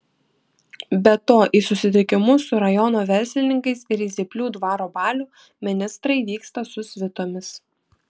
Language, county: Lithuanian, Vilnius